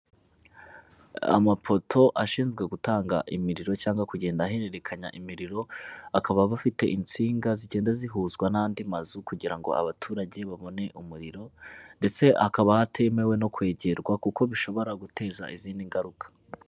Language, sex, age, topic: Kinyarwanda, male, 25-35, government